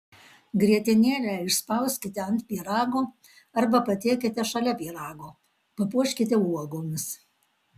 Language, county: Lithuanian, Alytus